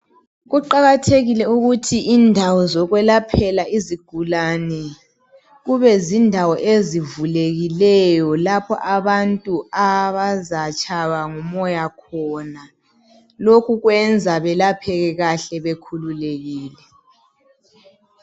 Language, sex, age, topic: North Ndebele, female, 18-24, health